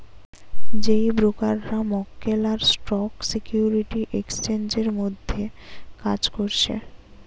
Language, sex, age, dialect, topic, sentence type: Bengali, female, 18-24, Western, banking, statement